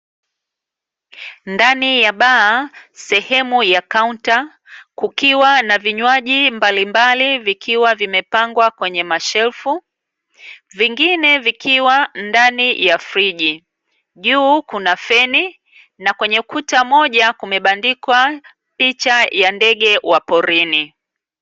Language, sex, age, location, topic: Swahili, female, 36-49, Dar es Salaam, finance